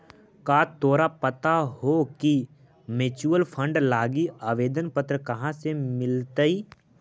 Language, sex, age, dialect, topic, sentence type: Magahi, male, 18-24, Central/Standard, banking, statement